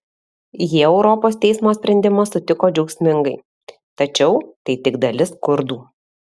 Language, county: Lithuanian, Alytus